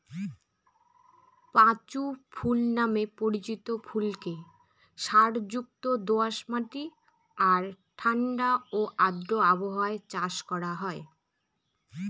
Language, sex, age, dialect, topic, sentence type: Bengali, female, 36-40, Northern/Varendri, agriculture, statement